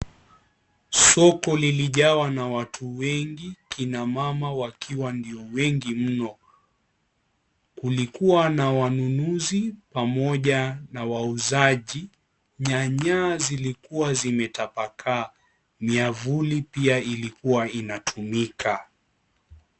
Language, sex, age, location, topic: Swahili, male, 25-35, Kisii, finance